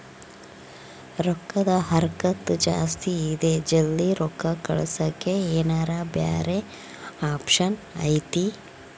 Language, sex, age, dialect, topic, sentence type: Kannada, female, 25-30, Central, banking, question